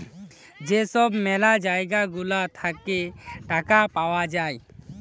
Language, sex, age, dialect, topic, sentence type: Bengali, male, <18, Western, banking, statement